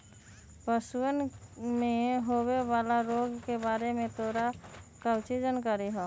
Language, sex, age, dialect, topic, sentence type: Magahi, male, 18-24, Western, agriculture, statement